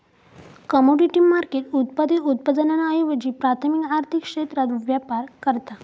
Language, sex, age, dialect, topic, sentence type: Marathi, female, 18-24, Southern Konkan, banking, statement